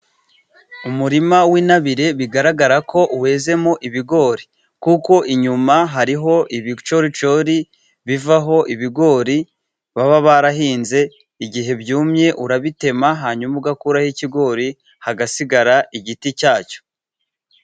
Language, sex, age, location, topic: Kinyarwanda, male, 25-35, Burera, agriculture